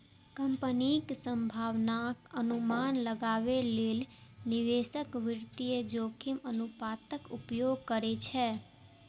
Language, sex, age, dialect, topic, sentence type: Maithili, female, 18-24, Eastern / Thethi, banking, statement